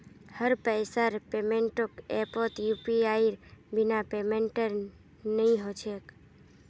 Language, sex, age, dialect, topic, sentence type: Magahi, female, 31-35, Northeastern/Surjapuri, banking, statement